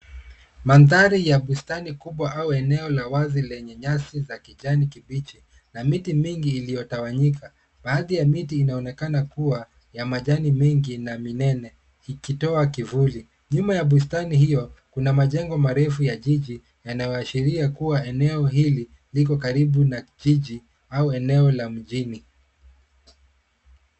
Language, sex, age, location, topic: Swahili, male, 25-35, Nairobi, government